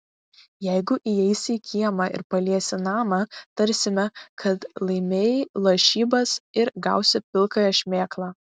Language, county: Lithuanian, Klaipėda